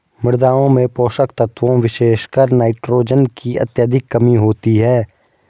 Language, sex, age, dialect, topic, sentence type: Hindi, male, 18-24, Garhwali, agriculture, statement